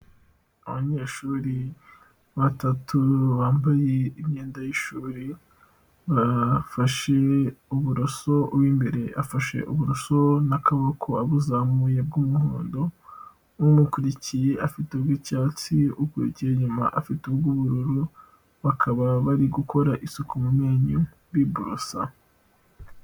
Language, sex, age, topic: Kinyarwanda, male, 18-24, health